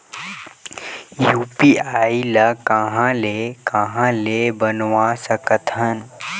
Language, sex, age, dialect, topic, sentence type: Chhattisgarhi, male, 18-24, Western/Budati/Khatahi, banking, question